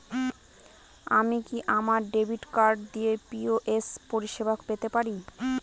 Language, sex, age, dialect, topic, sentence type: Bengali, female, 18-24, Northern/Varendri, banking, question